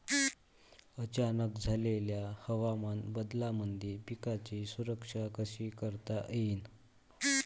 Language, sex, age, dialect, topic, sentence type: Marathi, male, 25-30, Varhadi, agriculture, question